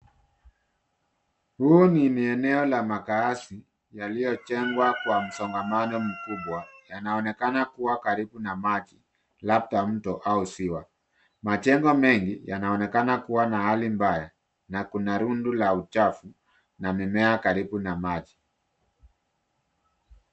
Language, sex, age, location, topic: Swahili, male, 50+, Nairobi, government